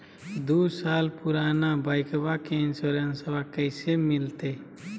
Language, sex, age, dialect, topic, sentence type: Magahi, male, 25-30, Southern, banking, question